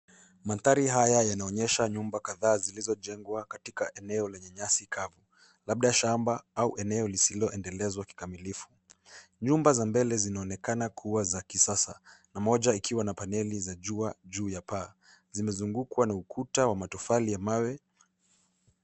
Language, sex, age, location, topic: Swahili, male, 18-24, Nairobi, finance